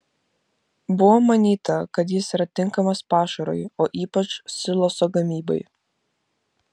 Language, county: Lithuanian, Vilnius